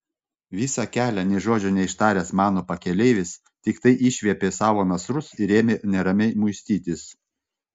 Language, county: Lithuanian, Panevėžys